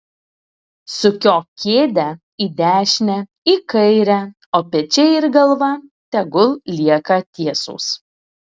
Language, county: Lithuanian, Klaipėda